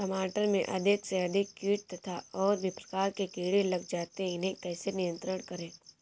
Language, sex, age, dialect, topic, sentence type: Hindi, female, 18-24, Awadhi Bundeli, agriculture, question